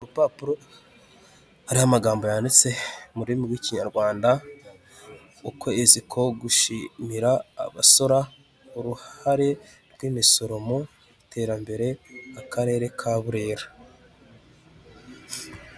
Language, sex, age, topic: Kinyarwanda, male, 25-35, government